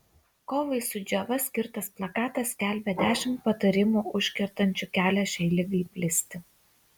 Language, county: Lithuanian, Kaunas